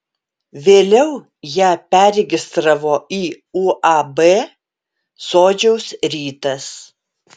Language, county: Lithuanian, Alytus